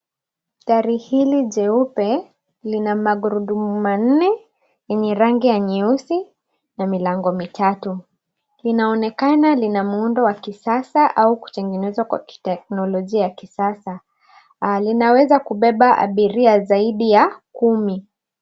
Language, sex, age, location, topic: Swahili, female, 18-24, Nairobi, finance